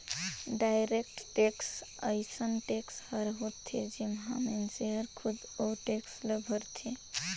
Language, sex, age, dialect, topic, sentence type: Chhattisgarhi, female, 18-24, Northern/Bhandar, banking, statement